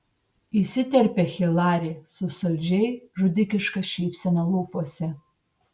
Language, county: Lithuanian, Tauragė